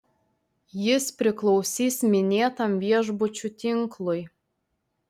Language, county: Lithuanian, Telšiai